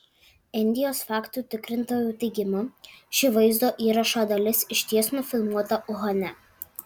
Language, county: Lithuanian, Alytus